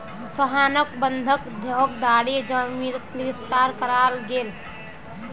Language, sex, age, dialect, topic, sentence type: Magahi, female, 60-100, Northeastern/Surjapuri, banking, statement